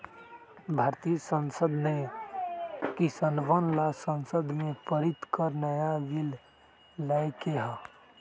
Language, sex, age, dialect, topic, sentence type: Magahi, male, 18-24, Western, agriculture, statement